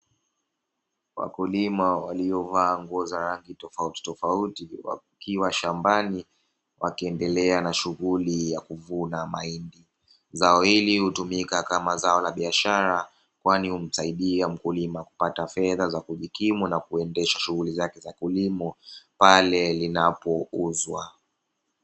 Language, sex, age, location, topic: Swahili, male, 18-24, Dar es Salaam, agriculture